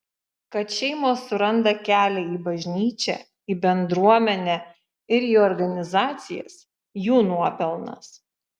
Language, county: Lithuanian, Šiauliai